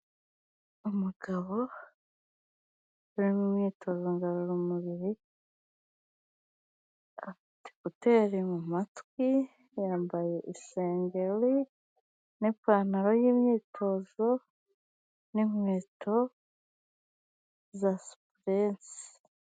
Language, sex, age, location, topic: Kinyarwanda, female, 25-35, Kigali, health